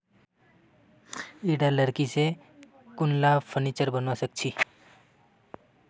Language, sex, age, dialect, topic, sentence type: Magahi, male, 18-24, Northeastern/Surjapuri, agriculture, statement